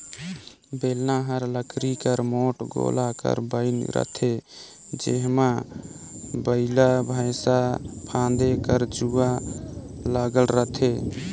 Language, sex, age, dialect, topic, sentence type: Chhattisgarhi, male, 18-24, Northern/Bhandar, agriculture, statement